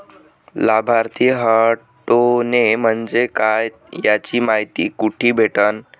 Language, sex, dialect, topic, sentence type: Marathi, male, Varhadi, banking, question